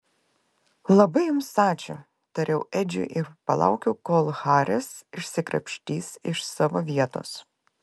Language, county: Lithuanian, Klaipėda